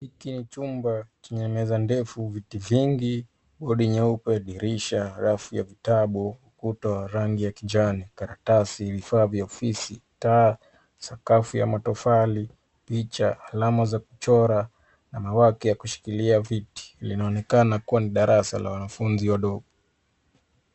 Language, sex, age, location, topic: Swahili, male, 25-35, Nairobi, education